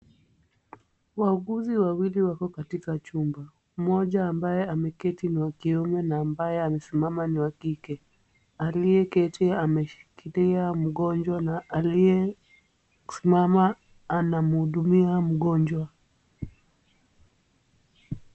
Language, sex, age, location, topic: Swahili, female, 25-35, Kisumu, health